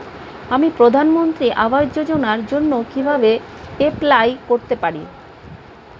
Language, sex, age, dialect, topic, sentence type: Bengali, female, 36-40, Standard Colloquial, banking, question